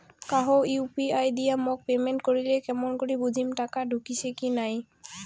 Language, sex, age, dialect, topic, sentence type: Bengali, female, 18-24, Rajbangshi, banking, question